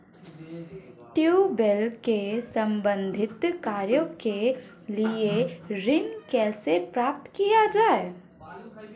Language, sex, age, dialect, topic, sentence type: Hindi, female, 25-30, Marwari Dhudhari, banking, question